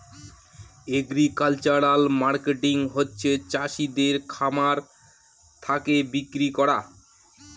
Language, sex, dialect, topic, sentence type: Bengali, male, Northern/Varendri, agriculture, statement